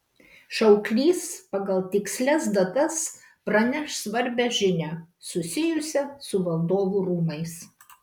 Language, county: Lithuanian, Kaunas